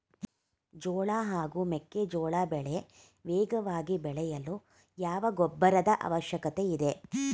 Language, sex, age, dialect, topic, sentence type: Kannada, female, 46-50, Mysore Kannada, agriculture, question